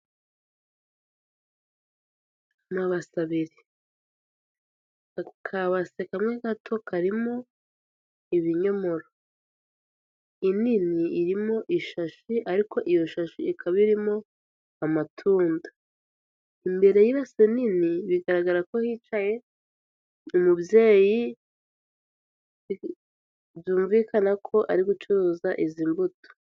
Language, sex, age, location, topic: Kinyarwanda, female, 18-24, Huye, agriculture